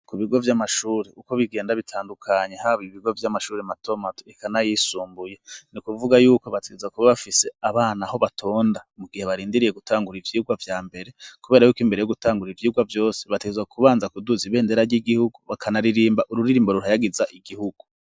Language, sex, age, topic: Rundi, male, 36-49, education